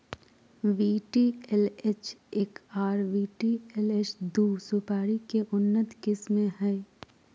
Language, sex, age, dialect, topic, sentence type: Magahi, female, 18-24, Southern, agriculture, statement